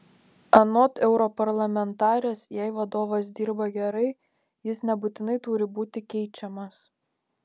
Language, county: Lithuanian, Panevėžys